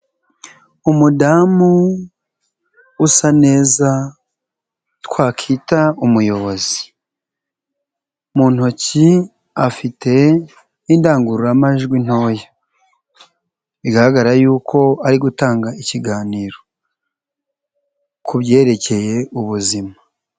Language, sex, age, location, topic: Kinyarwanda, male, 25-35, Nyagatare, health